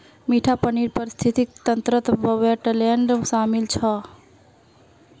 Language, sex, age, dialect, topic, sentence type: Magahi, female, 60-100, Northeastern/Surjapuri, agriculture, statement